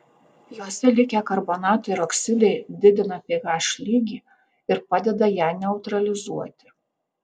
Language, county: Lithuanian, Tauragė